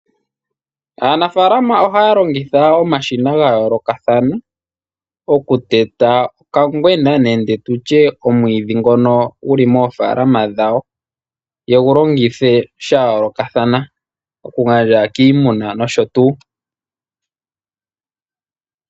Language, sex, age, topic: Oshiwambo, male, 18-24, agriculture